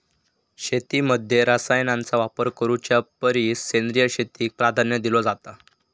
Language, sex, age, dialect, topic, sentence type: Marathi, male, 18-24, Southern Konkan, agriculture, statement